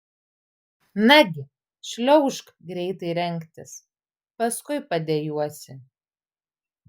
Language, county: Lithuanian, Vilnius